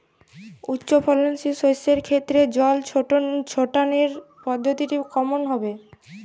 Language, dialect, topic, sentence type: Bengali, Jharkhandi, agriculture, question